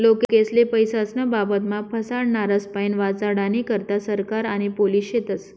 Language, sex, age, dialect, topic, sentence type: Marathi, male, 18-24, Northern Konkan, banking, statement